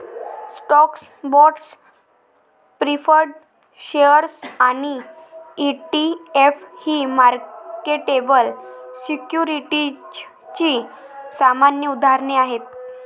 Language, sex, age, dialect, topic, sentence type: Marathi, female, 18-24, Varhadi, banking, statement